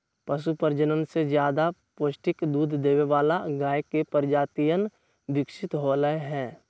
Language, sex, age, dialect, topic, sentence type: Magahi, male, 60-100, Western, agriculture, statement